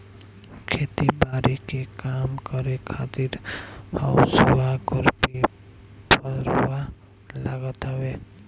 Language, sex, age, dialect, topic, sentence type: Bhojpuri, male, 60-100, Northern, agriculture, statement